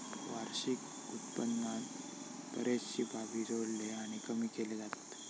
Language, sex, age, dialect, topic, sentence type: Marathi, male, 18-24, Southern Konkan, banking, statement